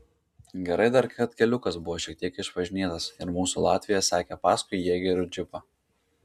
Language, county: Lithuanian, Klaipėda